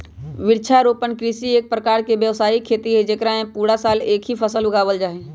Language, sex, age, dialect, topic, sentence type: Magahi, female, 31-35, Western, agriculture, statement